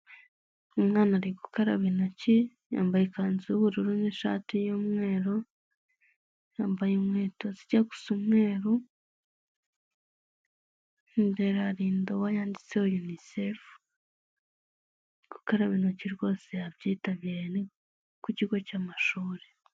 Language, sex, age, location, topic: Kinyarwanda, female, 25-35, Kigali, health